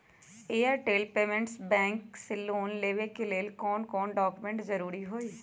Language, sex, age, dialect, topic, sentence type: Magahi, female, 31-35, Western, banking, question